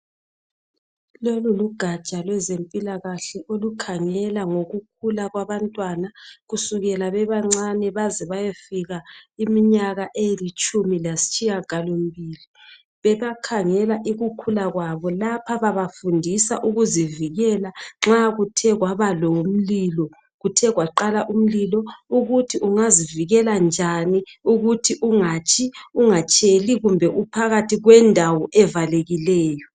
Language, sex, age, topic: North Ndebele, female, 36-49, health